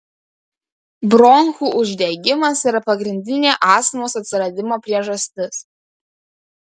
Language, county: Lithuanian, Kaunas